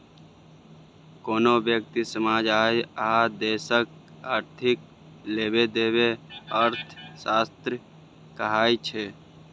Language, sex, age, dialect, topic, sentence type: Maithili, male, 18-24, Bajjika, banking, statement